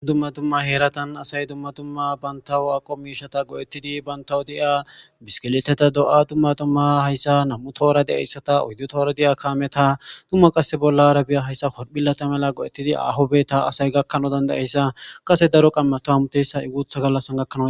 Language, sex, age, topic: Gamo, male, 18-24, government